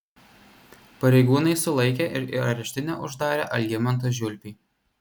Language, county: Lithuanian, Vilnius